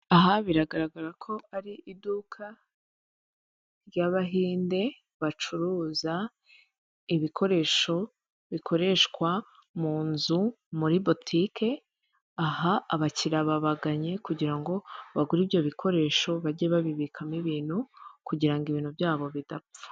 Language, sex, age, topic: Kinyarwanda, female, 25-35, finance